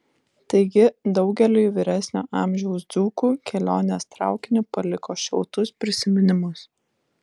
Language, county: Lithuanian, Vilnius